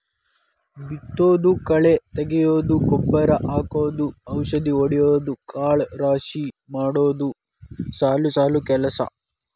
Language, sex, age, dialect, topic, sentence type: Kannada, male, 18-24, Dharwad Kannada, agriculture, statement